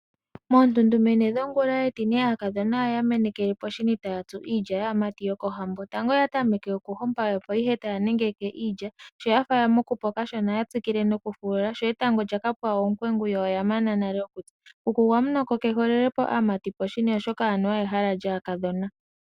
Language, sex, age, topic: Oshiwambo, female, 18-24, agriculture